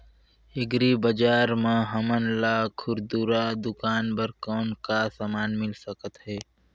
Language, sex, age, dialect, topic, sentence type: Chhattisgarhi, male, 60-100, Northern/Bhandar, agriculture, question